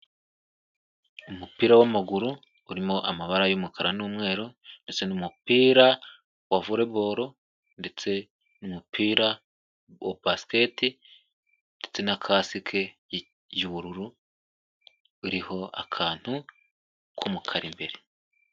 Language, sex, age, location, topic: Kinyarwanda, male, 18-24, Kigali, health